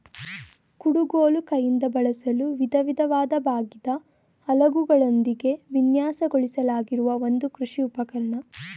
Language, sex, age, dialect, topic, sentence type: Kannada, female, 18-24, Mysore Kannada, agriculture, statement